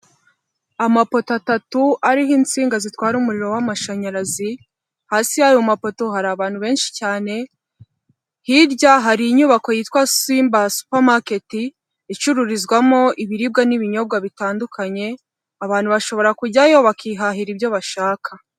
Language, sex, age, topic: Kinyarwanda, female, 18-24, government